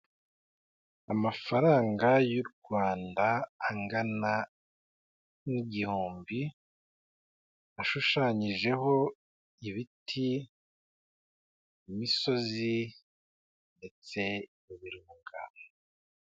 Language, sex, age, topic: Kinyarwanda, male, 25-35, finance